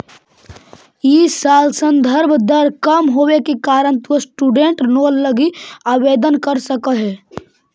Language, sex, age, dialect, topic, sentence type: Magahi, male, 18-24, Central/Standard, agriculture, statement